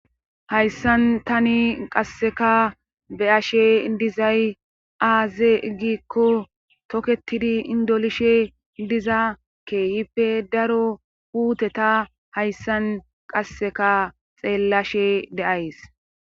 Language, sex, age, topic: Gamo, female, 36-49, government